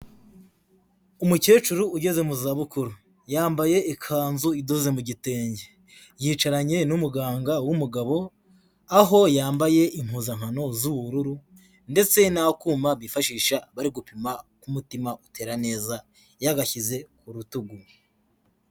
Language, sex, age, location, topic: Kinyarwanda, female, 18-24, Huye, health